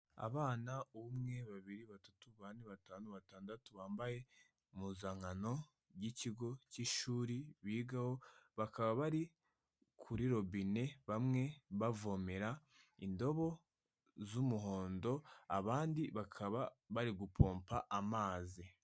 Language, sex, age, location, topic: Kinyarwanda, female, 18-24, Kigali, health